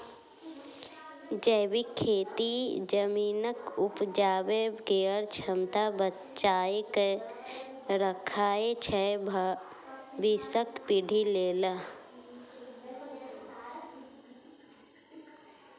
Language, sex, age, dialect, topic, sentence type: Maithili, female, 25-30, Bajjika, agriculture, statement